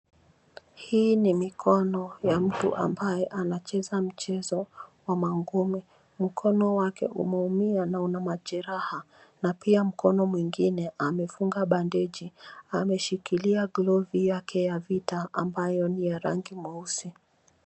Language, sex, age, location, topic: Swahili, female, 25-35, Nairobi, health